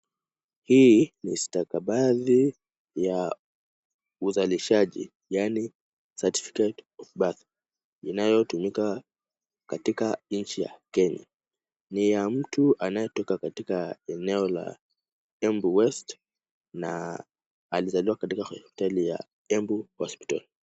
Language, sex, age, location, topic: Swahili, male, 18-24, Kisumu, government